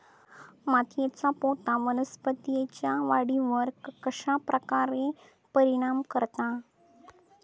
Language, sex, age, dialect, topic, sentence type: Marathi, female, 18-24, Southern Konkan, agriculture, statement